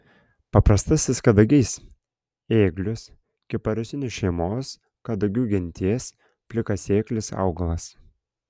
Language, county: Lithuanian, Klaipėda